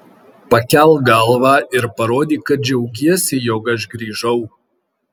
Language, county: Lithuanian, Kaunas